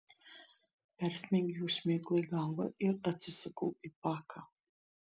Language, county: Lithuanian, Šiauliai